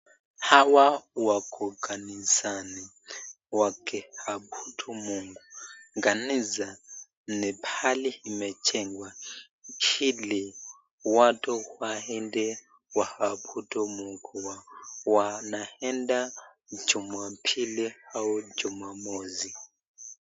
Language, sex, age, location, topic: Swahili, male, 25-35, Nakuru, government